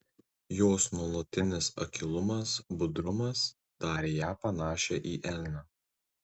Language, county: Lithuanian, Tauragė